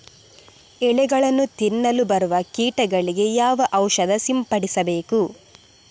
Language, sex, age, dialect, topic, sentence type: Kannada, female, 18-24, Coastal/Dakshin, agriculture, question